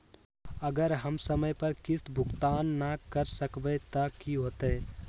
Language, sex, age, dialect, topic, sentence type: Magahi, male, 18-24, Western, banking, question